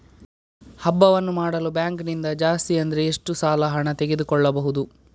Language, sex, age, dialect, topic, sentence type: Kannada, male, 51-55, Coastal/Dakshin, banking, question